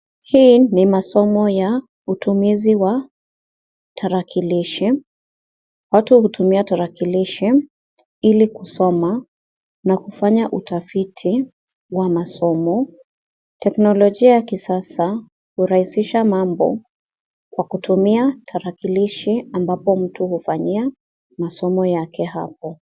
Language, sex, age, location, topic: Swahili, female, 25-35, Nairobi, education